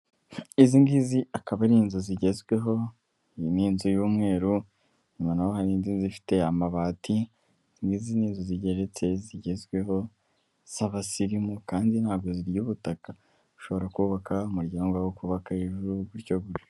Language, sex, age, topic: Kinyarwanda, male, 18-24, government